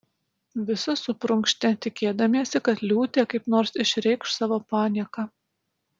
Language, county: Lithuanian, Utena